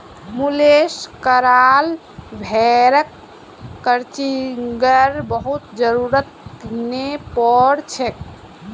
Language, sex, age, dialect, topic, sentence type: Magahi, female, 25-30, Northeastern/Surjapuri, agriculture, statement